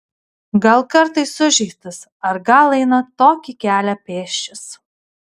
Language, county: Lithuanian, Alytus